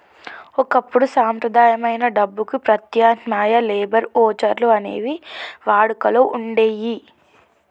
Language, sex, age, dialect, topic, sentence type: Telugu, female, 18-24, Telangana, banking, statement